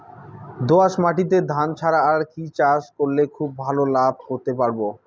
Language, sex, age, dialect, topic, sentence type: Bengali, male, 18-24, Rajbangshi, agriculture, question